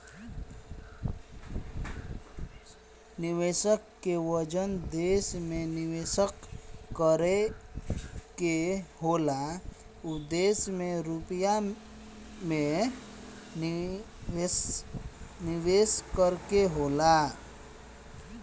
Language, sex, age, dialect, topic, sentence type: Bhojpuri, male, 18-24, Southern / Standard, banking, statement